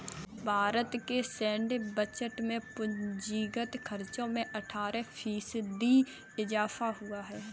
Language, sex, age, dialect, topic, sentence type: Hindi, female, 25-30, Kanauji Braj Bhasha, banking, statement